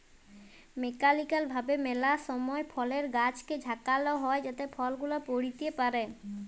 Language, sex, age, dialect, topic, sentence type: Bengali, male, 18-24, Jharkhandi, agriculture, statement